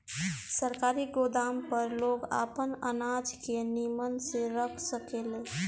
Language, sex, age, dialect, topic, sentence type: Bhojpuri, female, 18-24, Southern / Standard, agriculture, statement